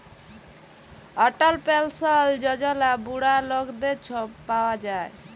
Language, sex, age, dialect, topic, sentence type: Bengali, female, 18-24, Jharkhandi, banking, statement